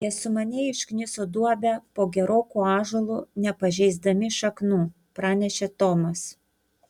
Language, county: Lithuanian, Panevėžys